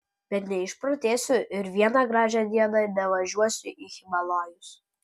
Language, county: Lithuanian, Kaunas